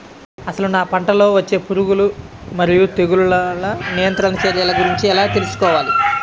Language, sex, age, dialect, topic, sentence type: Telugu, male, 25-30, Central/Coastal, agriculture, question